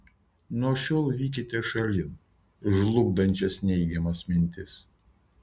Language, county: Lithuanian, Vilnius